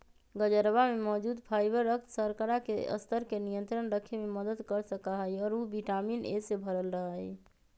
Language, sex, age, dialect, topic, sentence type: Magahi, female, 25-30, Western, agriculture, statement